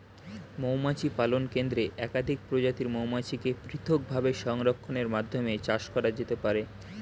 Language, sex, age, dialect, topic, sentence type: Bengali, male, 18-24, Standard Colloquial, agriculture, statement